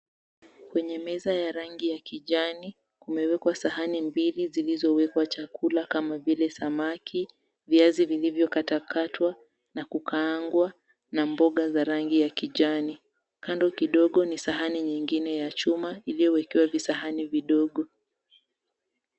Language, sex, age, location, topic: Swahili, female, 18-24, Mombasa, agriculture